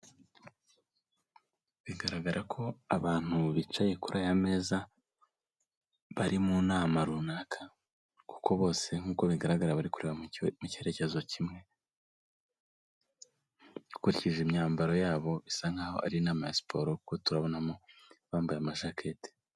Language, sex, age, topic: Kinyarwanda, male, 18-24, government